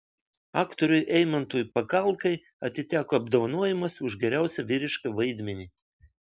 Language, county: Lithuanian, Vilnius